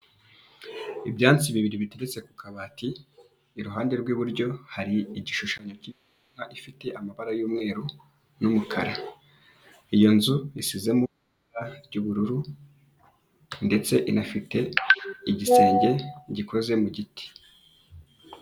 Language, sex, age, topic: Kinyarwanda, male, 25-35, finance